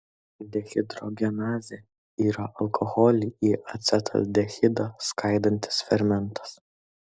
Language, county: Lithuanian, Kaunas